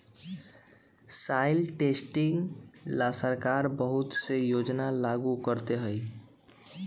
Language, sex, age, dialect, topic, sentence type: Magahi, male, 18-24, Western, agriculture, statement